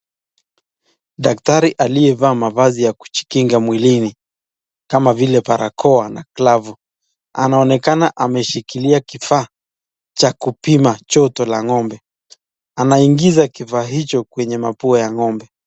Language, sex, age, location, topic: Swahili, male, 25-35, Nakuru, health